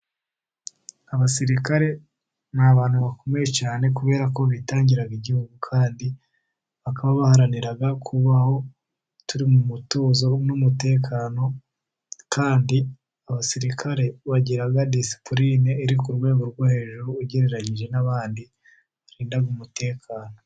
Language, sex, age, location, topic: Kinyarwanda, male, 25-35, Musanze, government